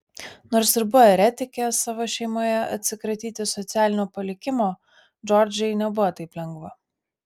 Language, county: Lithuanian, Vilnius